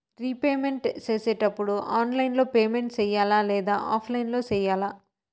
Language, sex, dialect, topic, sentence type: Telugu, female, Southern, banking, question